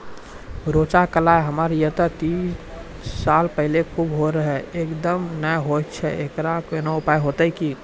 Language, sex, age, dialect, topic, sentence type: Maithili, male, 41-45, Angika, agriculture, question